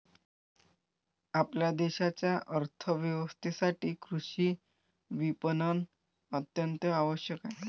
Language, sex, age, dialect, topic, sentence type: Marathi, male, 18-24, Varhadi, agriculture, statement